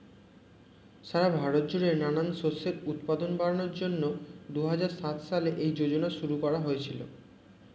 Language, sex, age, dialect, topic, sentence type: Bengali, male, 18-24, Standard Colloquial, agriculture, statement